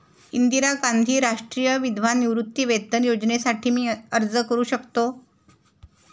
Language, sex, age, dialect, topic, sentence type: Marathi, female, 51-55, Standard Marathi, banking, question